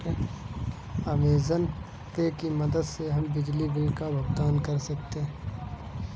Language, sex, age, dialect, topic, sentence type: Hindi, male, 18-24, Kanauji Braj Bhasha, banking, statement